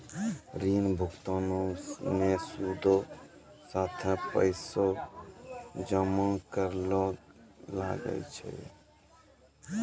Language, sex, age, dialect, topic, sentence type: Maithili, male, 46-50, Angika, banking, statement